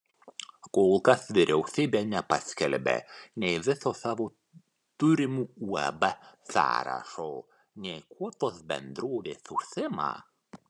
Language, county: Lithuanian, Kaunas